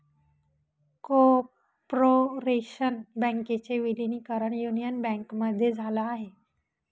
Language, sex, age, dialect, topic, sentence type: Marathi, female, 18-24, Northern Konkan, banking, statement